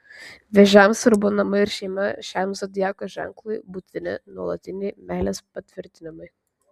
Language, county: Lithuanian, Vilnius